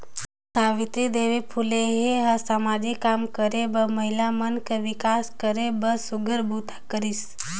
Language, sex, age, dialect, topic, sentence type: Chhattisgarhi, female, 18-24, Northern/Bhandar, banking, statement